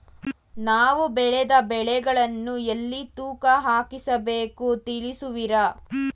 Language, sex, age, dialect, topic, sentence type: Kannada, female, 18-24, Mysore Kannada, agriculture, question